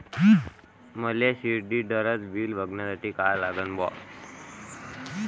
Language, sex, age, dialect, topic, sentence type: Marathi, male, 18-24, Varhadi, banking, question